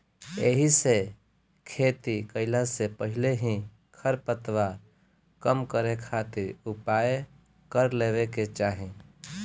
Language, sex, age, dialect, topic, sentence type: Bhojpuri, male, 25-30, Northern, agriculture, statement